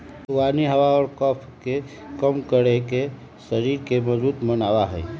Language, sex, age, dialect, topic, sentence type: Magahi, male, 31-35, Western, agriculture, statement